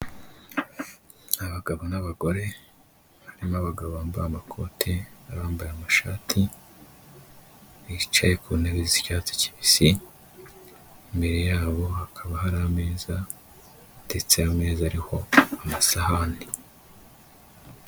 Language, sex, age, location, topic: Kinyarwanda, male, 25-35, Kigali, health